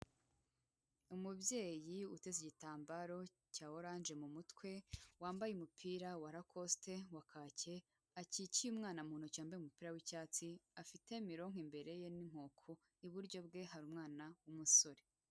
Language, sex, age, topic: Kinyarwanda, female, 18-24, health